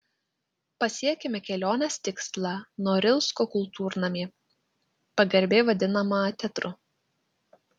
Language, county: Lithuanian, Klaipėda